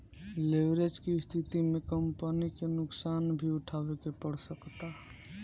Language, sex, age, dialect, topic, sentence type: Bhojpuri, male, 18-24, Southern / Standard, banking, statement